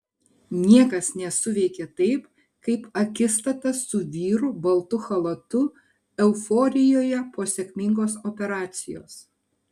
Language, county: Lithuanian, Kaunas